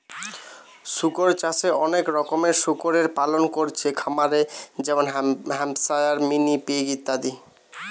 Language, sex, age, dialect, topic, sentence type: Bengali, male, 18-24, Western, agriculture, statement